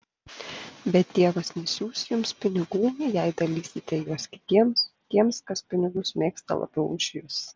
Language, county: Lithuanian, Panevėžys